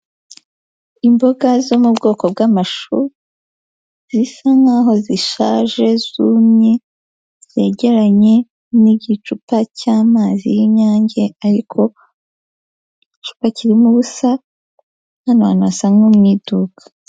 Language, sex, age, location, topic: Kinyarwanda, female, 18-24, Huye, agriculture